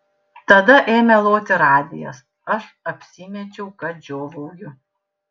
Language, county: Lithuanian, Panevėžys